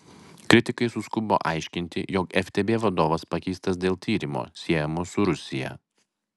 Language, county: Lithuanian, Vilnius